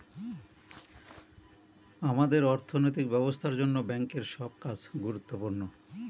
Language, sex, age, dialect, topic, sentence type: Bengali, male, 46-50, Northern/Varendri, banking, statement